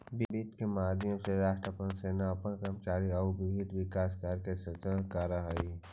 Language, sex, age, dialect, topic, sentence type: Magahi, male, 46-50, Central/Standard, banking, statement